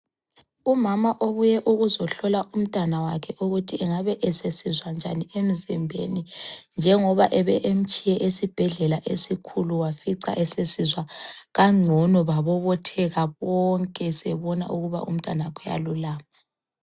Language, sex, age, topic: North Ndebele, female, 25-35, health